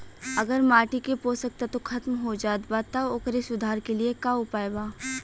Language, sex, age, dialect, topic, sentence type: Bhojpuri, female, 18-24, Western, agriculture, question